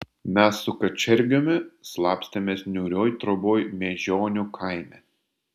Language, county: Lithuanian, Panevėžys